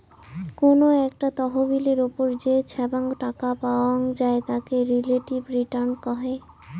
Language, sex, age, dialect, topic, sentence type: Bengali, female, 18-24, Rajbangshi, banking, statement